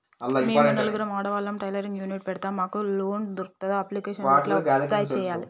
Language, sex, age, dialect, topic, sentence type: Telugu, male, 18-24, Telangana, banking, question